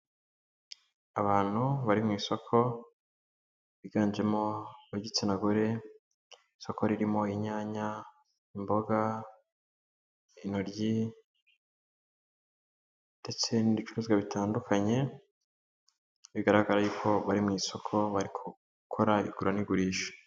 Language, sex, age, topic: Kinyarwanda, male, 18-24, finance